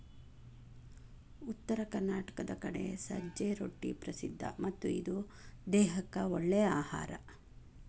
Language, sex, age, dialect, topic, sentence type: Kannada, female, 56-60, Dharwad Kannada, agriculture, statement